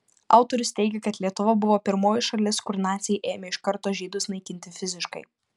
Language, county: Lithuanian, Panevėžys